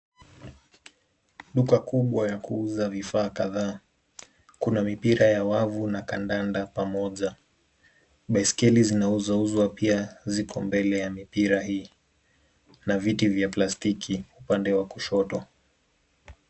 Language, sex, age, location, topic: Swahili, male, 18-24, Nairobi, finance